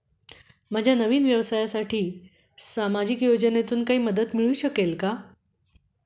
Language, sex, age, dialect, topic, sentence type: Marathi, female, 51-55, Standard Marathi, banking, question